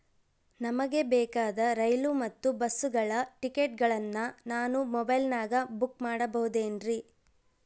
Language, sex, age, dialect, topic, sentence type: Kannada, female, 18-24, Central, banking, question